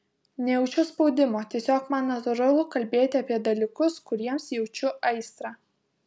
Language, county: Lithuanian, Kaunas